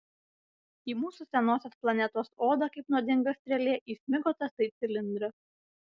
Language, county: Lithuanian, Vilnius